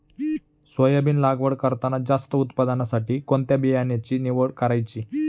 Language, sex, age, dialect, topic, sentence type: Marathi, male, 31-35, Standard Marathi, agriculture, question